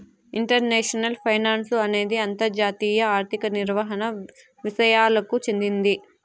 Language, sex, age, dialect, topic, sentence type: Telugu, female, 18-24, Southern, banking, statement